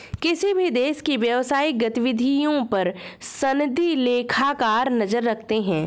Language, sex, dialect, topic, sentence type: Hindi, female, Hindustani Malvi Khadi Boli, banking, statement